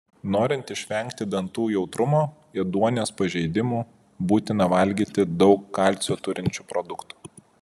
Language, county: Lithuanian, Vilnius